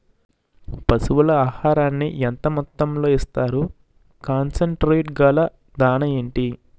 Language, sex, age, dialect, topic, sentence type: Telugu, male, 41-45, Utterandhra, agriculture, question